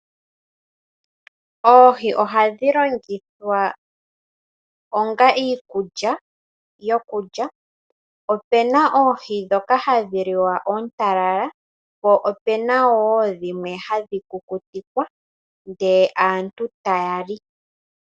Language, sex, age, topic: Oshiwambo, female, 18-24, agriculture